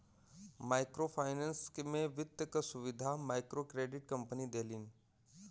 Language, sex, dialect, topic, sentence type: Bhojpuri, male, Western, banking, statement